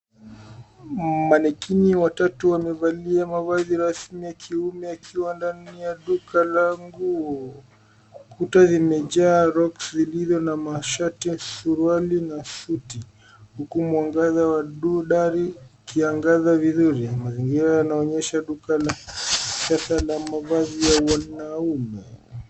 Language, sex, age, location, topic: Swahili, male, 25-35, Nairobi, finance